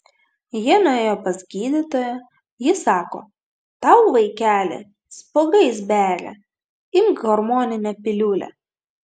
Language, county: Lithuanian, Vilnius